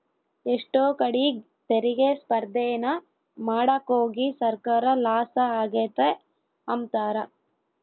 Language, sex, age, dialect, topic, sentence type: Kannada, female, 18-24, Central, banking, statement